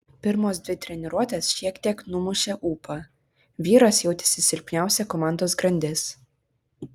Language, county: Lithuanian, Vilnius